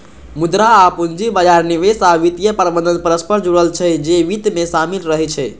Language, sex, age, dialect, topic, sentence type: Maithili, male, 18-24, Eastern / Thethi, banking, statement